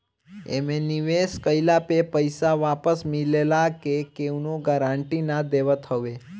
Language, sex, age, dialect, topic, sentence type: Bhojpuri, male, 18-24, Northern, banking, statement